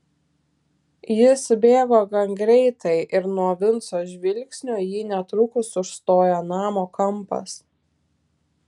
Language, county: Lithuanian, Telšiai